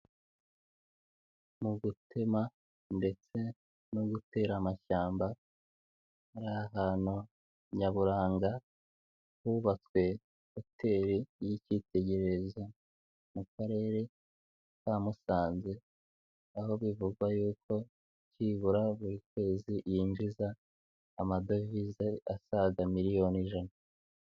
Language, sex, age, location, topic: Kinyarwanda, male, 18-24, Nyagatare, agriculture